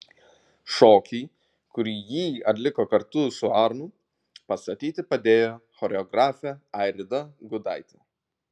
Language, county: Lithuanian, Vilnius